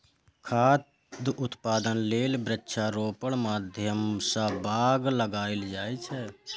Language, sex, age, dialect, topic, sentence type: Maithili, male, 25-30, Eastern / Thethi, agriculture, statement